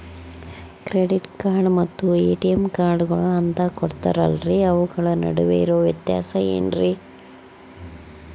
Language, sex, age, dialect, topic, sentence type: Kannada, female, 25-30, Central, banking, question